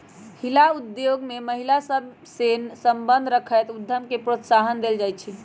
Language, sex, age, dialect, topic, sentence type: Magahi, female, 25-30, Western, banking, statement